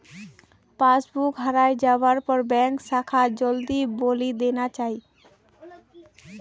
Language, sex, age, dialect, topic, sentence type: Magahi, female, 18-24, Northeastern/Surjapuri, banking, statement